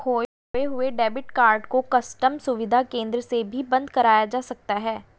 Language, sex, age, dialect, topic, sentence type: Hindi, female, 25-30, Hindustani Malvi Khadi Boli, banking, statement